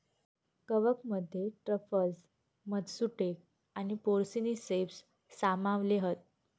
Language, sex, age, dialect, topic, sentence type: Marathi, female, 18-24, Southern Konkan, agriculture, statement